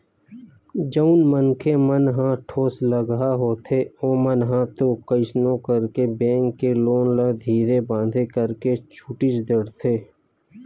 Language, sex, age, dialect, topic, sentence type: Chhattisgarhi, male, 25-30, Western/Budati/Khatahi, banking, statement